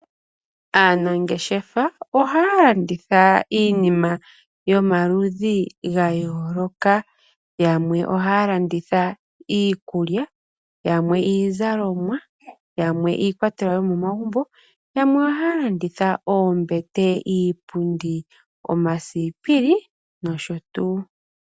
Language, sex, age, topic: Oshiwambo, female, 25-35, finance